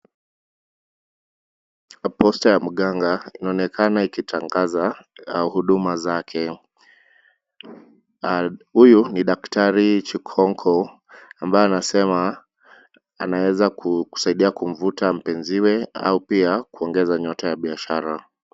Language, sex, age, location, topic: Swahili, male, 25-35, Kisumu, health